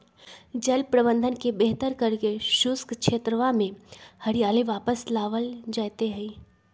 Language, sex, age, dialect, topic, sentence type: Magahi, female, 25-30, Western, agriculture, statement